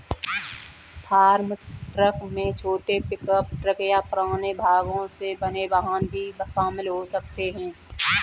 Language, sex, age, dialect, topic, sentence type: Hindi, female, 25-30, Kanauji Braj Bhasha, agriculture, statement